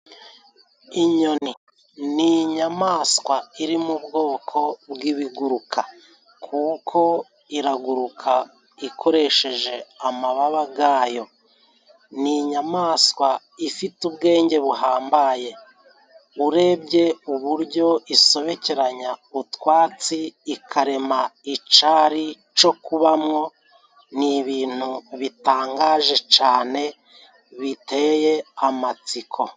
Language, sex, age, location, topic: Kinyarwanda, male, 36-49, Musanze, agriculture